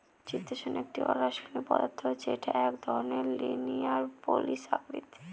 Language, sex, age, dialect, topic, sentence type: Bengali, female, 31-35, Northern/Varendri, agriculture, statement